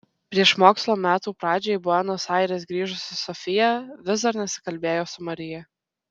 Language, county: Lithuanian, Telšiai